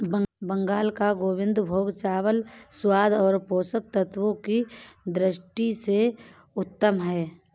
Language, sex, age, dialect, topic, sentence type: Hindi, female, 31-35, Awadhi Bundeli, agriculture, statement